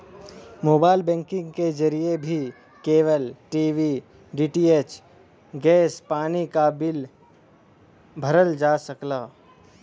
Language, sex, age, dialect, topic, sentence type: Bhojpuri, male, 18-24, Western, banking, statement